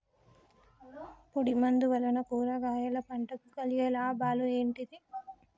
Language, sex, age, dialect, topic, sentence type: Telugu, male, 18-24, Telangana, agriculture, question